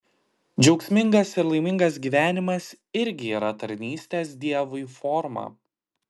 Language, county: Lithuanian, Klaipėda